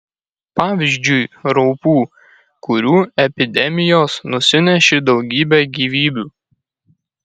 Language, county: Lithuanian, Kaunas